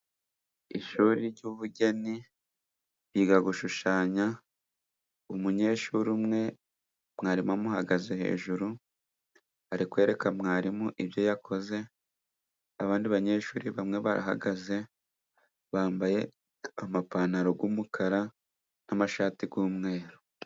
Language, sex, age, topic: Kinyarwanda, male, 25-35, education